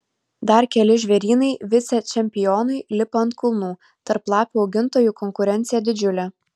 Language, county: Lithuanian, Vilnius